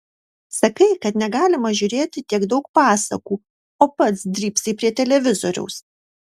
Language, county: Lithuanian, Marijampolė